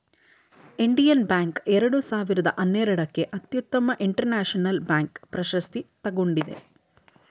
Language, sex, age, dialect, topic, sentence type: Kannada, female, 31-35, Mysore Kannada, banking, statement